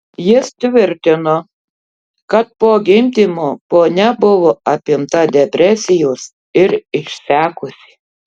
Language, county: Lithuanian, Tauragė